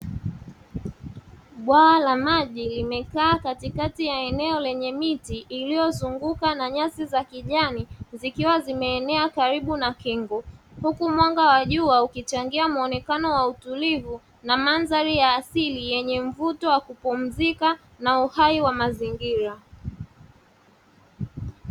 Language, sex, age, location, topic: Swahili, male, 25-35, Dar es Salaam, agriculture